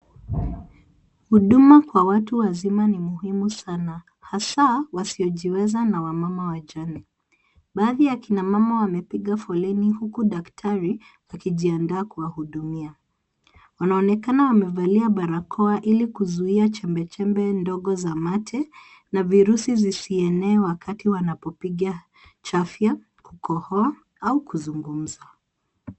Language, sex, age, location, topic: Swahili, female, 36-49, Nairobi, health